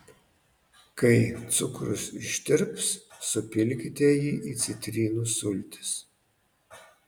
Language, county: Lithuanian, Panevėžys